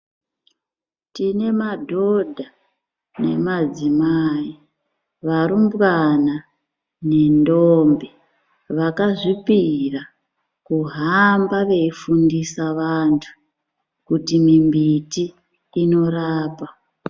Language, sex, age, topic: Ndau, female, 36-49, health